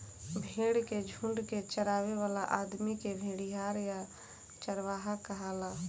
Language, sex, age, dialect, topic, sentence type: Bhojpuri, female, 18-24, Southern / Standard, agriculture, statement